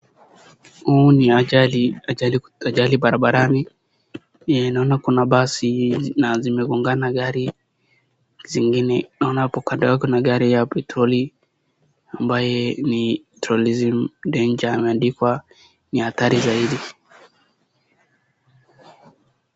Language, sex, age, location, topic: Swahili, male, 18-24, Wajir, health